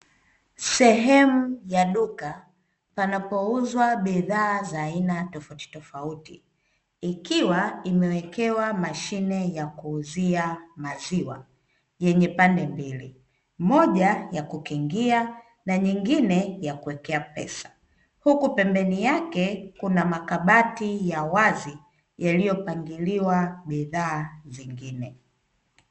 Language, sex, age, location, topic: Swahili, female, 25-35, Dar es Salaam, finance